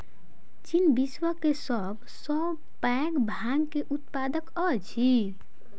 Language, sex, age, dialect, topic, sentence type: Maithili, female, 18-24, Southern/Standard, agriculture, statement